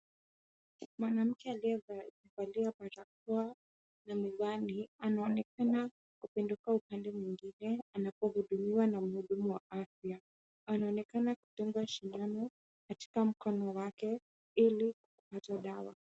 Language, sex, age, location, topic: Swahili, female, 18-24, Kisumu, health